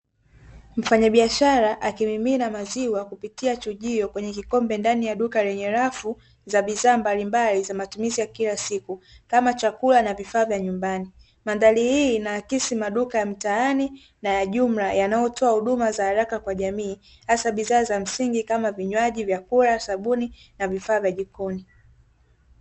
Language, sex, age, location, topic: Swahili, female, 18-24, Dar es Salaam, finance